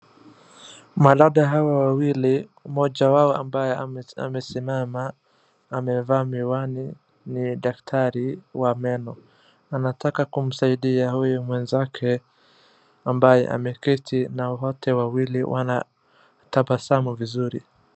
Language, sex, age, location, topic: Swahili, male, 25-35, Wajir, health